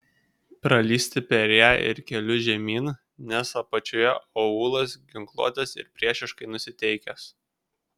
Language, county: Lithuanian, Kaunas